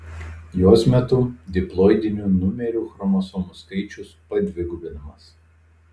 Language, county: Lithuanian, Telšiai